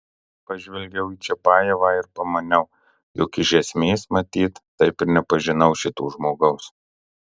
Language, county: Lithuanian, Marijampolė